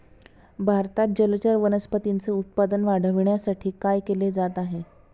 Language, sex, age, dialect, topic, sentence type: Marathi, female, 25-30, Standard Marathi, agriculture, statement